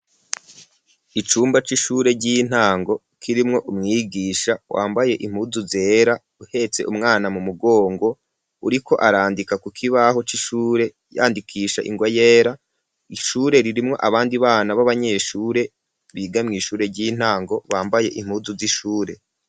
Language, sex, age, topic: Rundi, male, 36-49, education